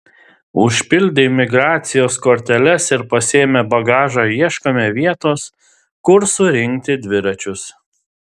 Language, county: Lithuanian, Telšiai